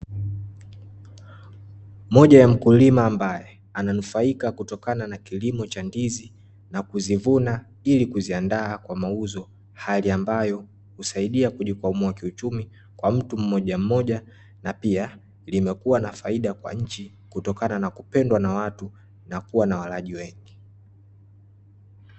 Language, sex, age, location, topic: Swahili, male, 18-24, Dar es Salaam, agriculture